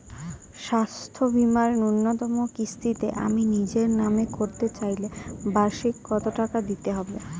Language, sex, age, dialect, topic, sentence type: Bengali, female, 18-24, Jharkhandi, banking, question